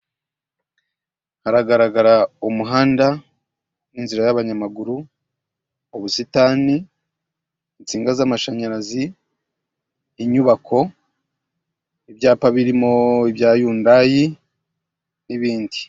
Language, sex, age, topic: Kinyarwanda, male, 36-49, finance